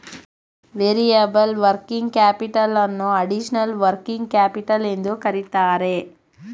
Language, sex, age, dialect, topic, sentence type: Kannada, female, 25-30, Mysore Kannada, banking, statement